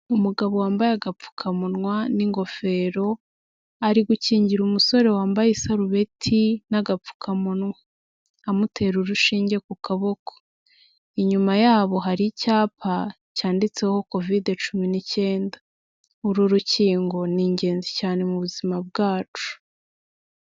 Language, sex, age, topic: Kinyarwanda, female, 18-24, health